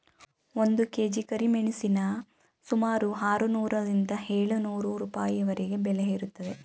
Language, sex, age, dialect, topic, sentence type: Kannada, female, 18-24, Mysore Kannada, agriculture, statement